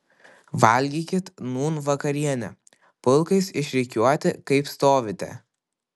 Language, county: Lithuanian, Kaunas